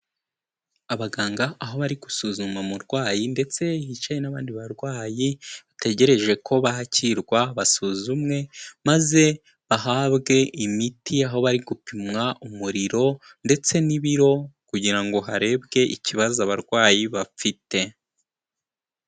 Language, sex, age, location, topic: Kinyarwanda, male, 18-24, Kigali, health